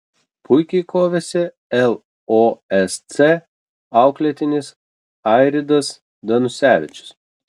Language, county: Lithuanian, Kaunas